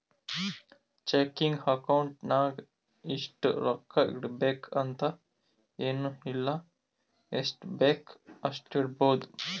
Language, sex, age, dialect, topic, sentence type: Kannada, male, 25-30, Northeastern, banking, statement